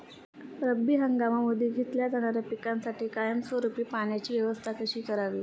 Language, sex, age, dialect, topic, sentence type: Marathi, female, 31-35, Standard Marathi, agriculture, question